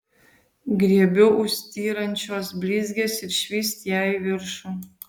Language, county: Lithuanian, Vilnius